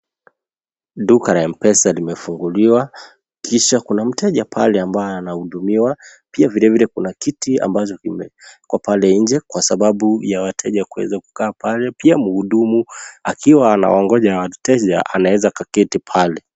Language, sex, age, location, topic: Swahili, male, 25-35, Kisii, finance